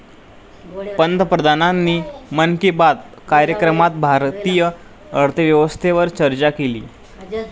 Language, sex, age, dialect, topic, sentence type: Marathi, male, 18-24, Standard Marathi, banking, statement